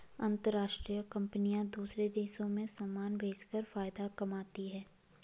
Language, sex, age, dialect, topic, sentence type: Hindi, female, 18-24, Garhwali, banking, statement